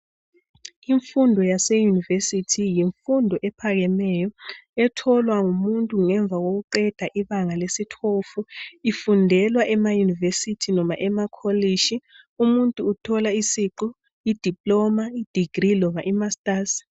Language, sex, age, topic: North Ndebele, male, 36-49, education